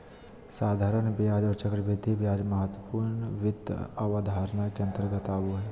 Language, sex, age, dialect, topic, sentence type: Magahi, male, 18-24, Southern, banking, statement